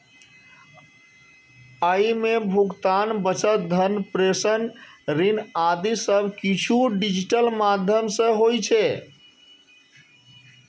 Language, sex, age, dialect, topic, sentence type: Maithili, male, 36-40, Eastern / Thethi, banking, statement